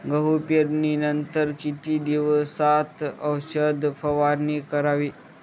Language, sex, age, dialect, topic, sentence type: Marathi, male, 18-24, Northern Konkan, agriculture, question